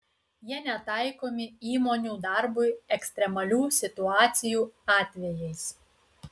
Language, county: Lithuanian, Utena